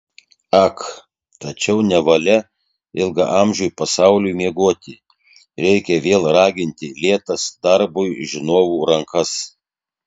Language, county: Lithuanian, Tauragė